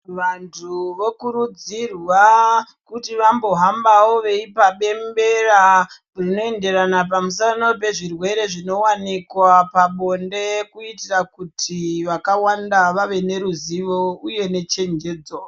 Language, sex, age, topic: Ndau, male, 36-49, health